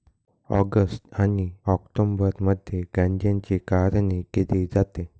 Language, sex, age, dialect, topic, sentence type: Marathi, male, 18-24, Northern Konkan, agriculture, statement